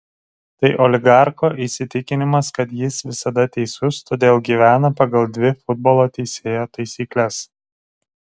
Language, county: Lithuanian, Vilnius